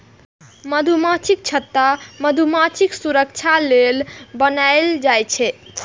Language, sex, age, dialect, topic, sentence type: Maithili, female, 18-24, Eastern / Thethi, agriculture, statement